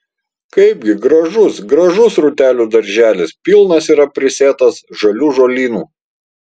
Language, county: Lithuanian, Vilnius